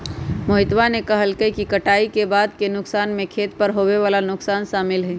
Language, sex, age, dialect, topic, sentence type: Magahi, male, 18-24, Western, agriculture, statement